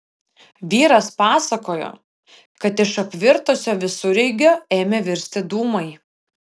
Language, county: Lithuanian, Vilnius